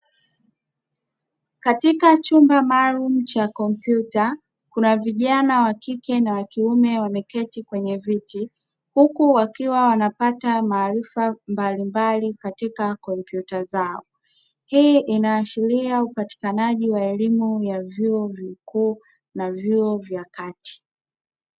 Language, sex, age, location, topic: Swahili, female, 25-35, Dar es Salaam, education